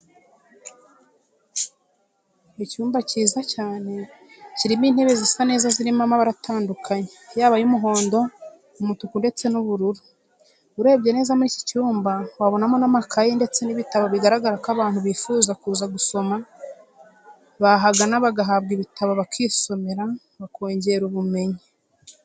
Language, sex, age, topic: Kinyarwanda, female, 25-35, education